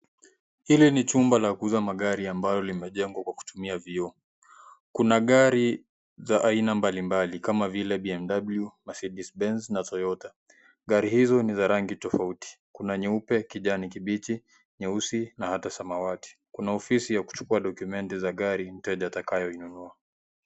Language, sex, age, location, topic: Swahili, male, 18-24, Kisii, finance